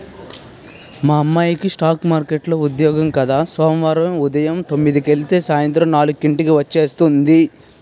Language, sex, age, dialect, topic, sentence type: Telugu, male, 18-24, Utterandhra, banking, statement